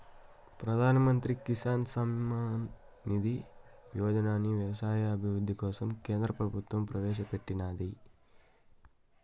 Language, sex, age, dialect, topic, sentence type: Telugu, male, 25-30, Southern, agriculture, statement